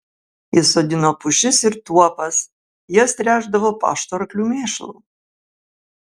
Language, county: Lithuanian, Kaunas